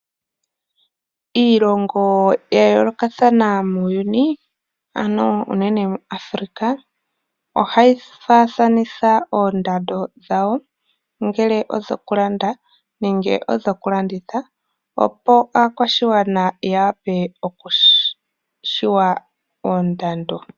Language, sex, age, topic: Oshiwambo, male, 18-24, finance